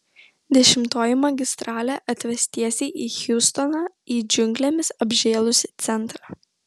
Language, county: Lithuanian, Vilnius